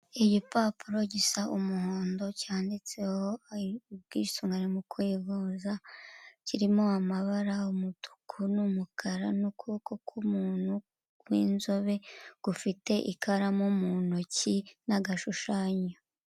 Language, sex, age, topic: Kinyarwanda, female, 25-35, finance